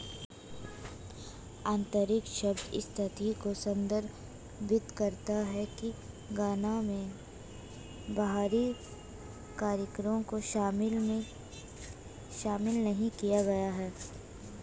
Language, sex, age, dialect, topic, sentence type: Hindi, female, 18-24, Hindustani Malvi Khadi Boli, banking, statement